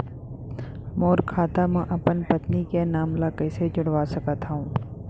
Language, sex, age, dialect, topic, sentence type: Chhattisgarhi, female, 25-30, Central, banking, question